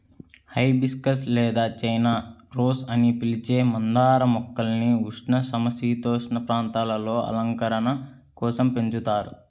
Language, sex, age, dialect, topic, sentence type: Telugu, male, 18-24, Central/Coastal, agriculture, statement